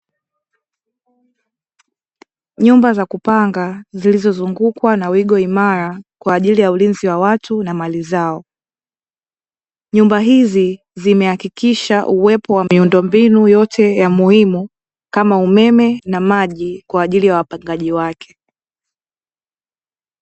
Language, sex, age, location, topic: Swahili, female, 18-24, Dar es Salaam, finance